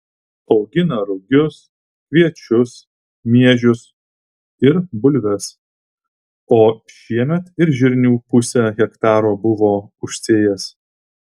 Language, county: Lithuanian, Vilnius